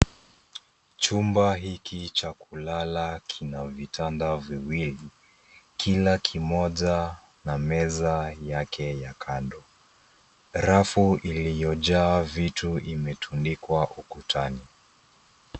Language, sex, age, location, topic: Swahili, male, 25-35, Nairobi, education